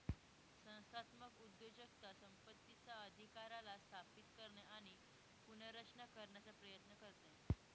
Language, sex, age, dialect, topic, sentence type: Marathi, female, 18-24, Northern Konkan, banking, statement